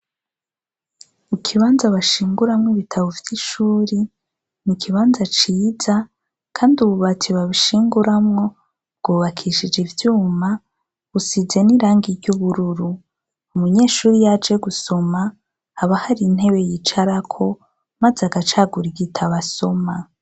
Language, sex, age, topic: Rundi, female, 25-35, education